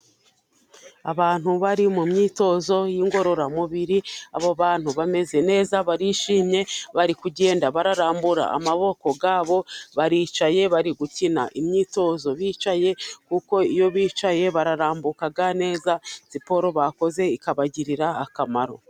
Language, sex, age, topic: Kinyarwanda, female, 36-49, government